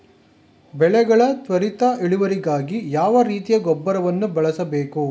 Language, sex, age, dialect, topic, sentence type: Kannada, male, 51-55, Mysore Kannada, agriculture, question